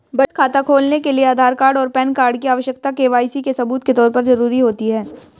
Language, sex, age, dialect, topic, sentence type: Hindi, female, 18-24, Marwari Dhudhari, banking, statement